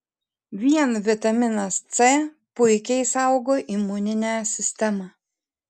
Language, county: Lithuanian, Kaunas